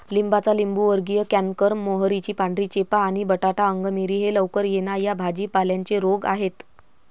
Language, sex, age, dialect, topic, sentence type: Marathi, female, 25-30, Varhadi, agriculture, statement